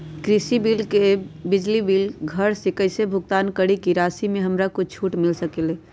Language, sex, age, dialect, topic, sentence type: Magahi, female, 31-35, Western, banking, question